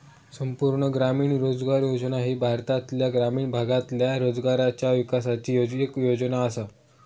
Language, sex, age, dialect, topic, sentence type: Marathi, male, 25-30, Southern Konkan, banking, statement